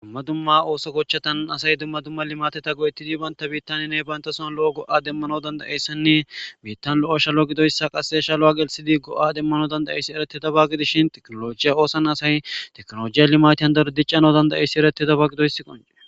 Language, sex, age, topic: Gamo, male, 25-35, government